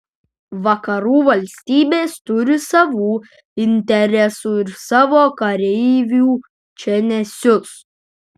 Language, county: Lithuanian, Utena